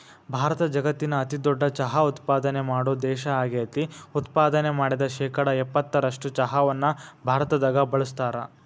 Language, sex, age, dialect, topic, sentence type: Kannada, male, 18-24, Dharwad Kannada, agriculture, statement